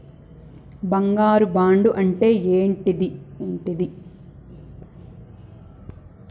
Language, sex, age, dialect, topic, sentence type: Telugu, female, 25-30, Telangana, banking, question